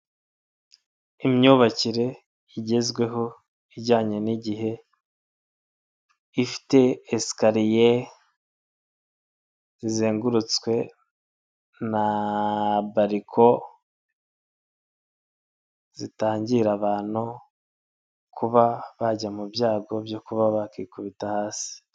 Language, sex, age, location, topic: Kinyarwanda, male, 25-35, Nyagatare, education